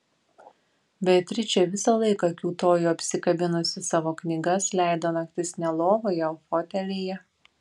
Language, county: Lithuanian, Vilnius